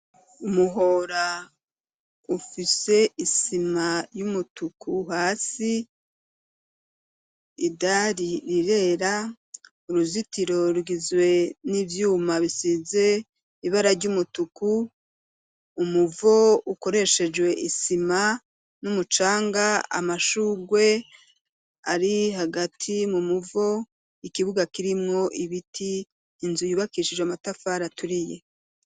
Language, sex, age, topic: Rundi, female, 36-49, education